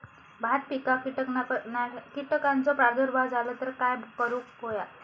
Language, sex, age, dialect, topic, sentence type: Marathi, female, 31-35, Southern Konkan, agriculture, question